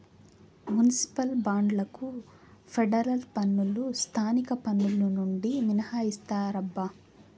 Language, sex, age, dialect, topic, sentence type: Telugu, female, 18-24, Southern, banking, statement